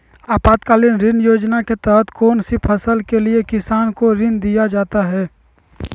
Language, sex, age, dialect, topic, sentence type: Magahi, male, 18-24, Southern, agriculture, question